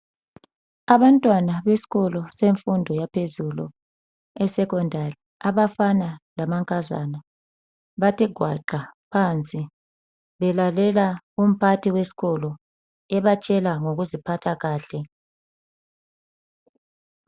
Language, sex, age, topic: North Ndebele, female, 36-49, education